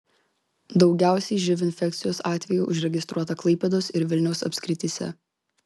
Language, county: Lithuanian, Vilnius